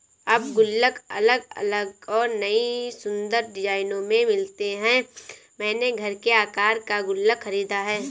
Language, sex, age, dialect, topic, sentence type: Hindi, female, 18-24, Awadhi Bundeli, banking, statement